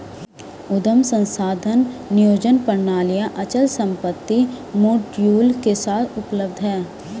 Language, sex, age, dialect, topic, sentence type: Hindi, female, 25-30, Hindustani Malvi Khadi Boli, banking, statement